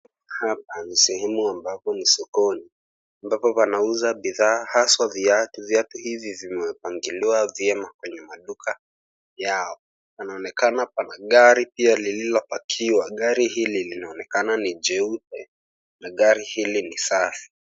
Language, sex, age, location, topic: Swahili, male, 18-24, Nairobi, finance